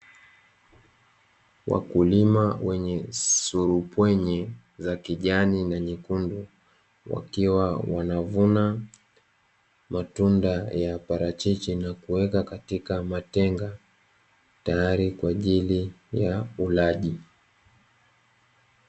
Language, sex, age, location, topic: Swahili, male, 18-24, Dar es Salaam, agriculture